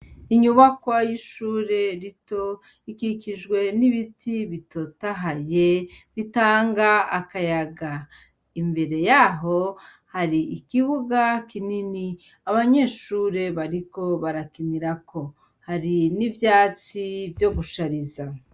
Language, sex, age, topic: Rundi, female, 36-49, education